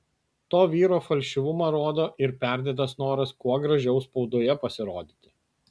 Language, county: Lithuanian, Kaunas